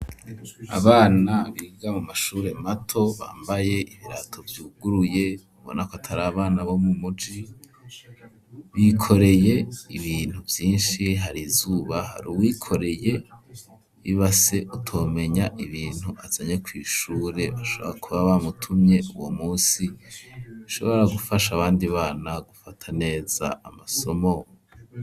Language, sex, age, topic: Rundi, male, 25-35, education